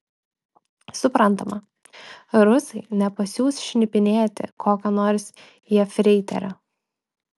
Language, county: Lithuanian, Klaipėda